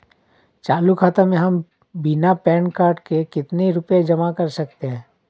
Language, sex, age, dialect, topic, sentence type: Hindi, male, 31-35, Awadhi Bundeli, banking, question